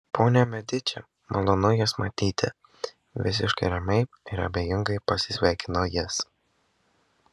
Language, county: Lithuanian, Marijampolė